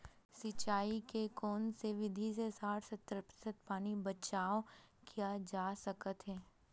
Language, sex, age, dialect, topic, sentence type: Chhattisgarhi, female, 18-24, Western/Budati/Khatahi, agriculture, question